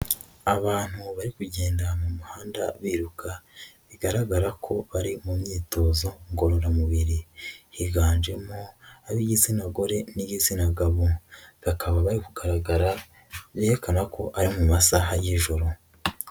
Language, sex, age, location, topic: Kinyarwanda, female, 25-35, Nyagatare, government